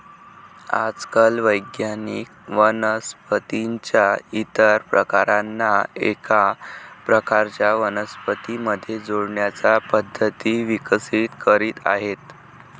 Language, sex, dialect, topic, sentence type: Marathi, male, Varhadi, agriculture, statement